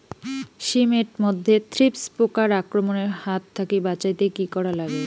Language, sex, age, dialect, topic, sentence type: Bengali, female, 25-30, Rajbangshi, agriculture, question